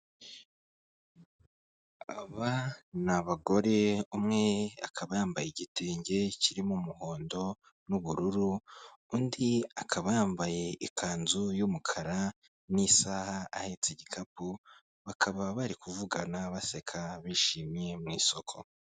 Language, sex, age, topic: Kinyarwanda, male, 25-35, finance